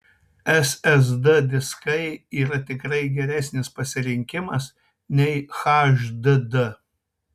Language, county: Lithuanian, Tauragė